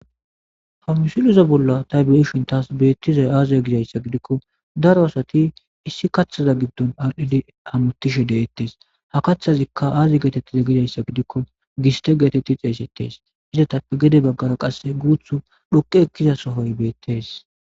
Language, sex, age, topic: Gamo, male, 25-35, agriculture